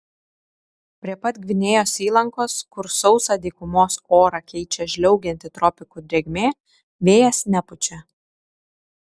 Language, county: Lithuanian, Šiauliai